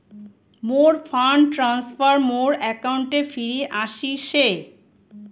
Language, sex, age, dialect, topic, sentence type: Bengali, male, 18-24, Rajbangshi, banking, statement